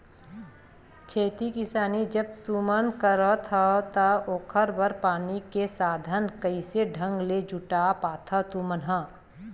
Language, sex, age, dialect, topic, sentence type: Chhattisgarhi, female, 36-40, Western/Budati/Khatahi, agriculture, statement